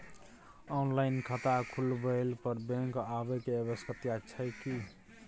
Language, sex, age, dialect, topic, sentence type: Maithili, male, 36-40, Bajjika, banking, question